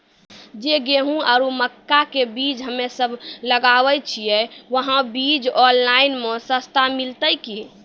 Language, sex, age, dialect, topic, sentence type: Maithili, female, 36-40, Angika, agriculture, question